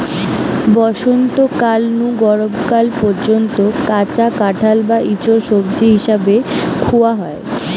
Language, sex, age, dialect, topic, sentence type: Bengali, female, 18-24, Western, agriculture, statement